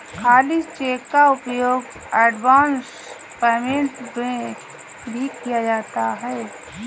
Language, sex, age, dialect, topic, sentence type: Hindi, female, 25-30, Kanauji Braj Bhasha, banking, statement